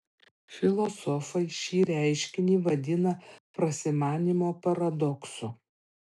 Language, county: Lithuanian, Panevėžys